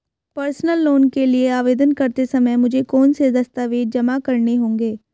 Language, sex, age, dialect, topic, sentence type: Hindi, female, 18-24, Hindustani Malvi Khadi Boli, banking, question